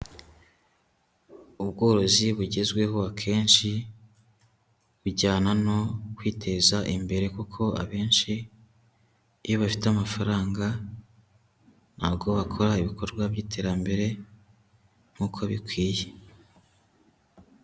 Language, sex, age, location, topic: Kinyarwanda, male, 18-24, Huye, agriculture